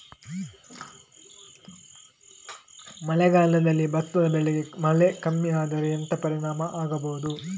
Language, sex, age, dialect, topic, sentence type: Kannada, male, 18-24, Coastal/Dakshin, agriculture, question